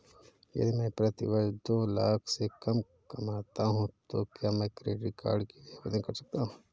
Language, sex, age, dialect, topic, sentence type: Hindi, male, 31-35, Awadhi Bundeli, banking, question